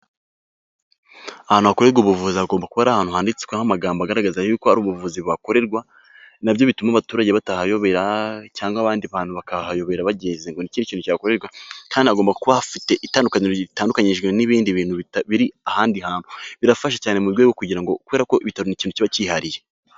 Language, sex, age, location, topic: Kinyarwanda, male, 18-24, Kigali, health